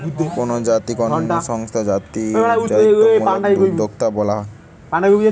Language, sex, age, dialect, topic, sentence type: Bengali, male, 18-24, Western, banking, statement